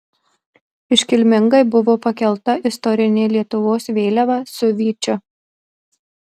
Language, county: Lithuanian, Marijampolė